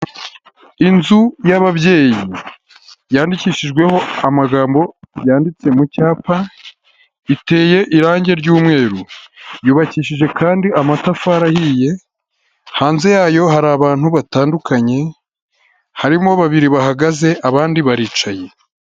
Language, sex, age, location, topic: Kinyarwanda, male, 18-24, Huye, health